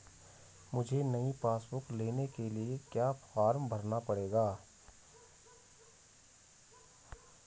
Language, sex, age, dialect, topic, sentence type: Hindi, male, 41-45, Garhwali, banking, question